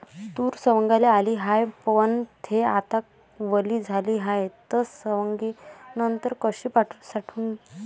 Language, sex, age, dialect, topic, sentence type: Marathi, female, 18-24, Varhadi, agriculture, question